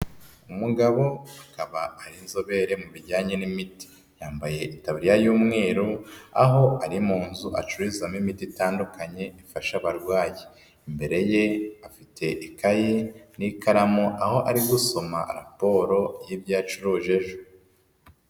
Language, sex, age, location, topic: Kinyarwanda, male, 25-35, Nyagatare, health